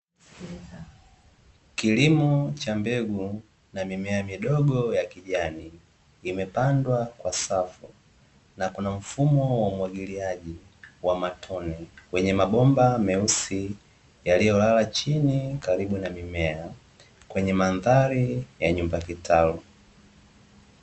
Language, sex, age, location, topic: Swahili, male, 18-24, Dar es Salaam, agriculture